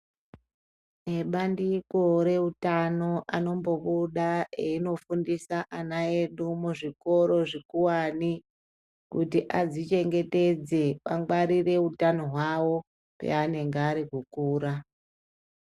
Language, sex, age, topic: Ndau, female, 25-35, health